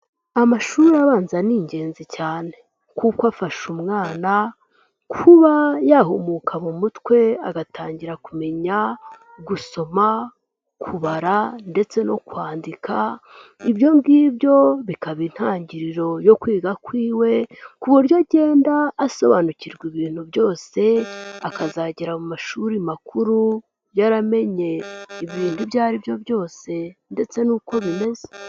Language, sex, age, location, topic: Kinyarwanda, female, 18-24, Nyagatare, education